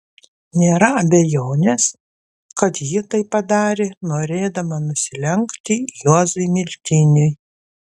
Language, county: Lithuanian, Panevėžys